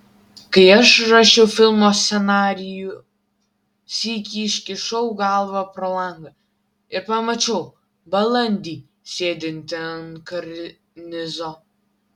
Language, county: Lithuanian, Vilnius